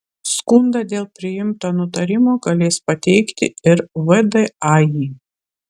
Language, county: Lithuanian, Vilnius